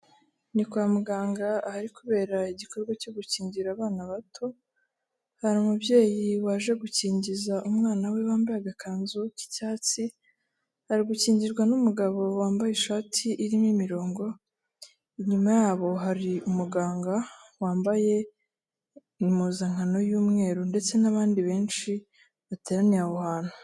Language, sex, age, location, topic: Kinyarwanda, female, 18-24, Kigali, health